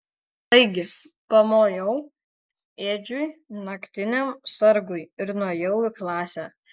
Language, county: Lithuanian, Kaunas